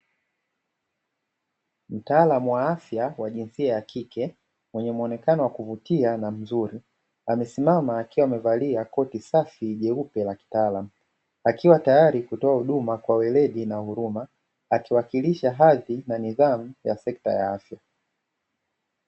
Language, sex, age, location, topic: Swahili, male, 25-35, Dar es Salaam, health